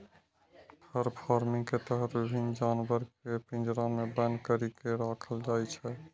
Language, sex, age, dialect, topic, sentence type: Maithili, male, 25-30, Eastern / Thethi, agriculture, statement